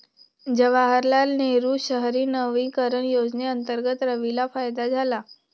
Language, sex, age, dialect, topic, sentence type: Marathi, female, 18-24, Standard Marathi, banking, statement